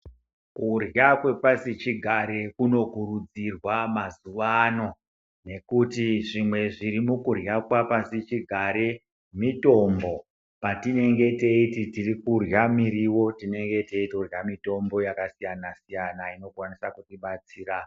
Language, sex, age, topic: Ndau, male, 50+, health